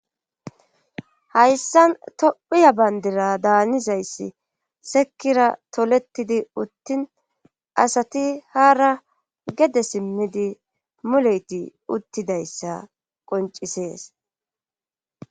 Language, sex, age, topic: Gamo, female, 36-49, government